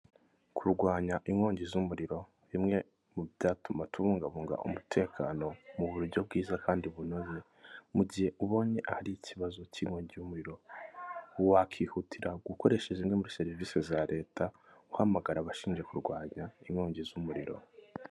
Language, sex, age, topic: Kinyarwanda, male, 18-24, government